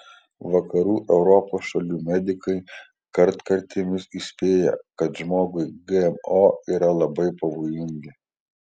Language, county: Lithuanian, Kaunas